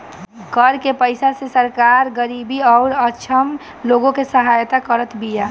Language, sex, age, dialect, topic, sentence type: Bhojpuri, female, 18-24, Northern, banking, statement